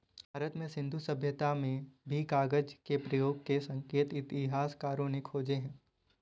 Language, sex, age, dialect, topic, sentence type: Hindi, male, 18-24, Kanauji Braj Bhasha, agriculture, statement